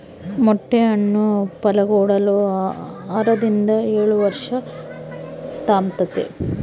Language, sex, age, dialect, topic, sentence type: Kannada, female, 41-45, Central, agriculture, statement